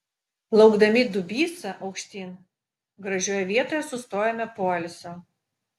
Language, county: Lithuanian, Utena